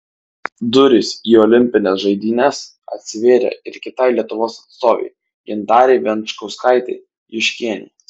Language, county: Lithuanian, Vilnius